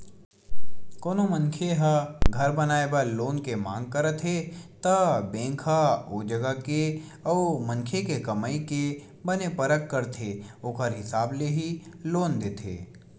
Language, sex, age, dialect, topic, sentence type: Chhattisgarhi, male, 18-24, Western/Budati/Khatahi, banking, statement